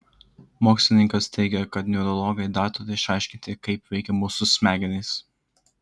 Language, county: Lithuanian, Klaipėda